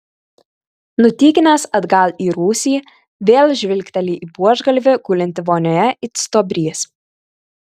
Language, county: Lithuanian, Kaunas